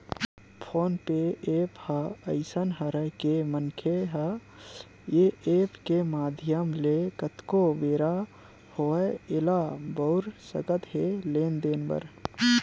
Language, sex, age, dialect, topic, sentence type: Chhattisgarhi, male, 25-30, Western/Budati/Khatahi, banking, statement